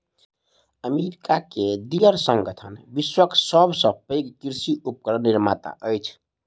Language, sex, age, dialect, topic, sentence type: Maithili, male, 25-30, Southern/Standard, agriculture, statement